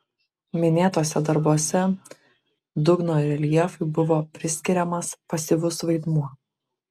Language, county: Lithuanian, Kaunas